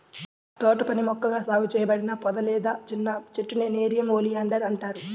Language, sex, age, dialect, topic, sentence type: Telugu, male, 18-24, Central/Coastal, agriculture, statement